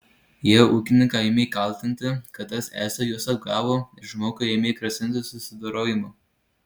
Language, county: Lithuanian, Marijampolė